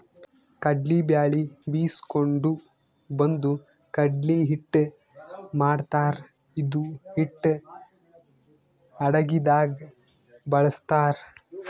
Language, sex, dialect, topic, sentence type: Kannada, male, Northeastern, agriculture, statement